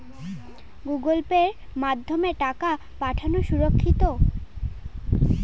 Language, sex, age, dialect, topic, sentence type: Bengali, female, 18-24, Standard Colloquial, banking, question